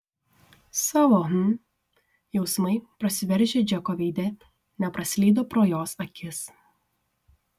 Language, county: Lithuanian, Šiauliai